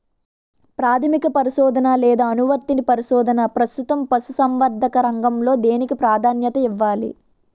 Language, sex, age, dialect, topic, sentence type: Telugu, female, 18-24, Utterandhra, agriculture, question